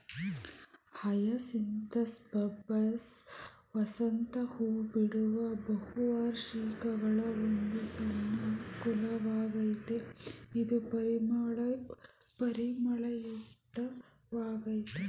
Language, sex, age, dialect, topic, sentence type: Kannada, female, 31-35, Mysore Kannada, agriculture, statement